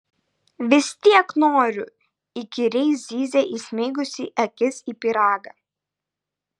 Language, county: Lithuanian, Vilnius